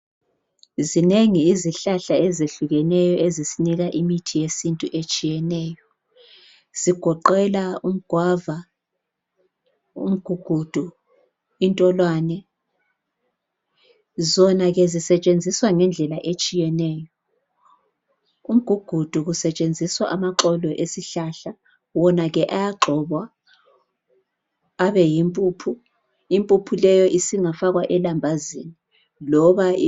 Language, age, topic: North Ndebele, 36-49, health